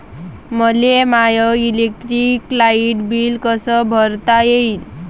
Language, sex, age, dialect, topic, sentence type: Marathi, male, 31-35, Varhadi, banking, question